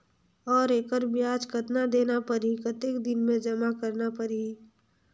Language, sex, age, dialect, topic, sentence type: Chhattisgarhi, female, 46-50, Northern/Bhandar, banking, question